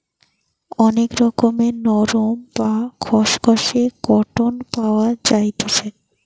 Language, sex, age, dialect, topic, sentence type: Bengali, female, 18-24, Western, agriculture, statement